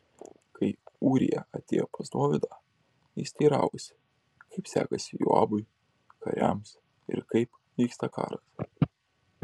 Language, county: Lithuanian, Šiauliai